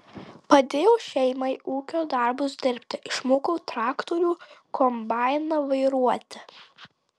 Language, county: Lithuanian, Tauragė